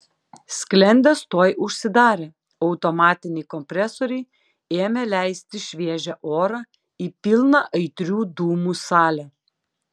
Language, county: Lithuanian, Klaipėda